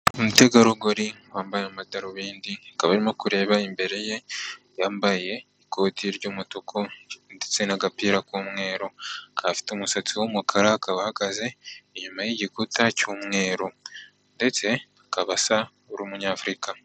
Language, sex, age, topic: Kinyarwanda, male, 18-24, government